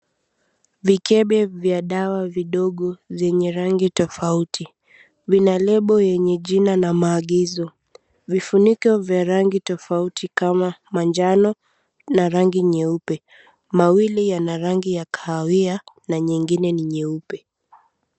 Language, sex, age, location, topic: Swahili, female, 18-24, Mombasa, health